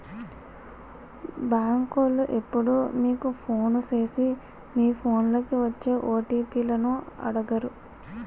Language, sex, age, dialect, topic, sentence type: Telugu, female, 41-45, Utterandhra, banking, statement